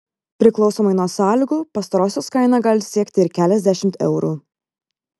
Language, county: Lithuanian, Vilnius